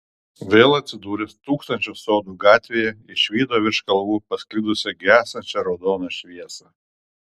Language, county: Lithuanian, Kaunas